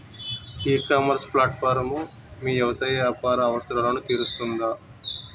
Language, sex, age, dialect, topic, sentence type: Telugu, male, 25-30, Utterandhra, agriculture, question